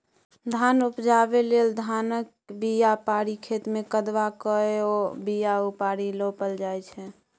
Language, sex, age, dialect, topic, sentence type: Maithili, female, 18-24, Bajjika, agriculture, statement